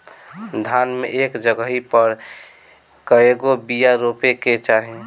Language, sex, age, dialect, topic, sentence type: Bhojpuri, male, <18, Northern, agriculture, question